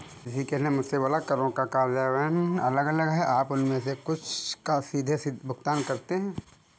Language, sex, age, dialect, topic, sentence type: Hindi, male, 25-30, Marwari Dhudhari, banking, statement